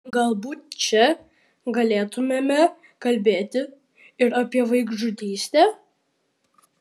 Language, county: Lithuanian, Vilnius